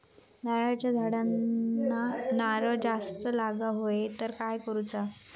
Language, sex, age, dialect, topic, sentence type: Marathi, female, 18-24, Southern Konkan, agriculture, question